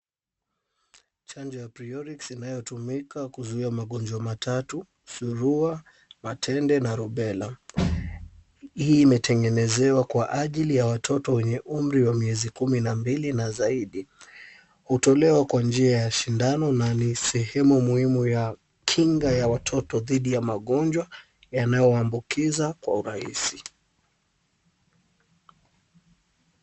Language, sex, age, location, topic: Swahili, male, 25-35, Kisumu, health